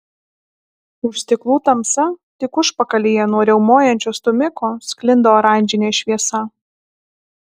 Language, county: Lithuanian, Alytus